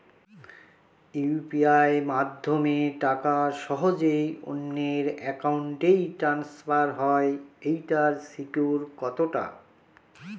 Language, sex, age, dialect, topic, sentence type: Bengali, male, 46-50, Northern/Varendri, banking, question